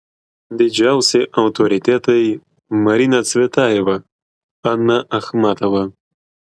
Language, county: Lithuanian, Klaipėda